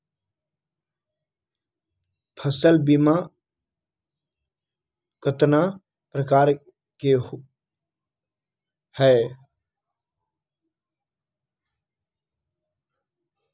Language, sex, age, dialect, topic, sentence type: Magahi, male, 18-24, Western, agriculture, question